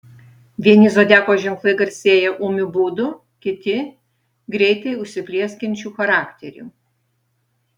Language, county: Lithuanian, Utena